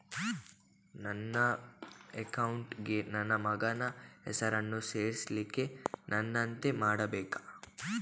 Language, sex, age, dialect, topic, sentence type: Kannada, female, 18-24, Coastal/Dakshin, banking, question